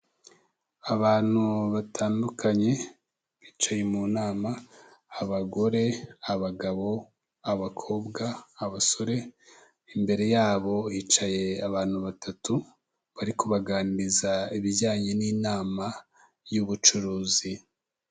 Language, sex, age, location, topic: Kinyarwanda, male, 25-35, Kigali, health